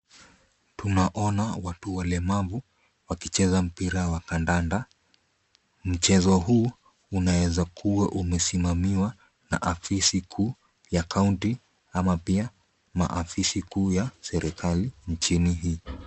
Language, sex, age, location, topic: Swahili, female, 25-35, Kisumu, education